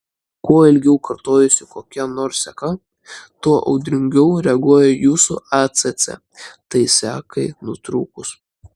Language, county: Lithuanian, Klaipėda